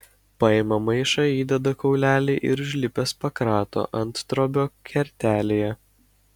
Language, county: Lithuanian, Kaunas